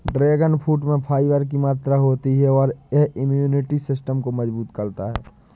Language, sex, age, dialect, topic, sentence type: Hindi, male, 25-30, Awadhi Bundeli, agriculture, statement